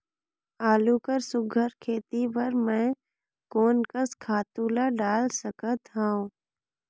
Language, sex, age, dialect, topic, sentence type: Chhattisgarhi, female, 46-50, Northern/Bhandar, agriculture, question